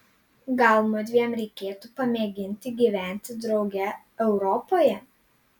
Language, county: Lithuanian, Panevėžys